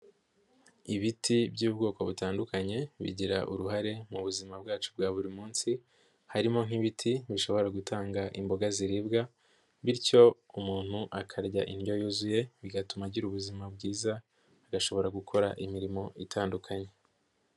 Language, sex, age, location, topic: Kinyarwanda, female, 50+, Nyagatare, agriculture